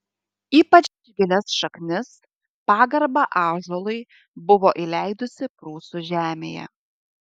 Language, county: Lithuanian, Šiauliai